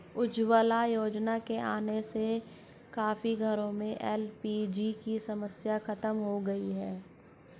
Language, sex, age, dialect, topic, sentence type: Hindi, female, 18-24, Hindustani Malvi Khadi Boli, agriculture, statement